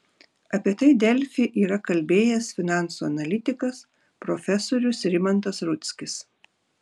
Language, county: Lithuanian, Šiauliai